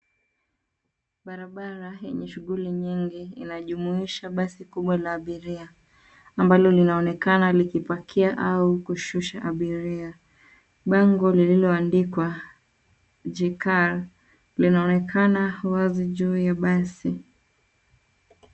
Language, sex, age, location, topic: Swahili, female, 25-35, Nairobi, government